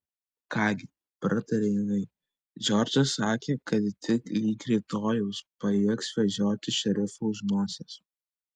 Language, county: Lithuanian, Vilnius